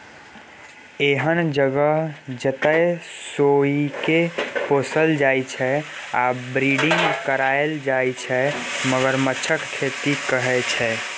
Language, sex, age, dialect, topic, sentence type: Maithili, female, 60-100, Bajjika, agriculture, statement